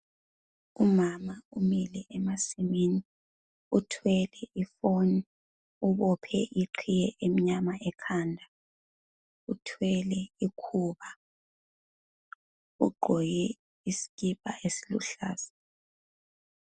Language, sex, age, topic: North Ndebele, male, 25-35, health